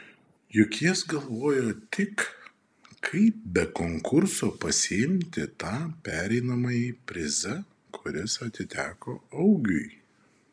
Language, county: Lithuanian, Šiauliai